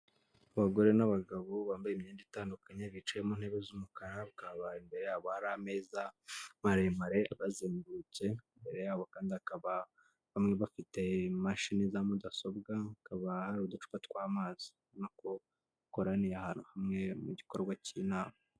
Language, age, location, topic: Kinyarwanda, 25-35, Kigali, government